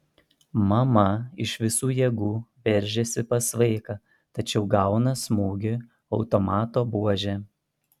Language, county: Lithuanian, Panevėžys